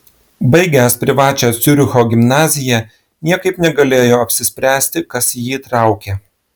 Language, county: Lithuanian, Klaipėda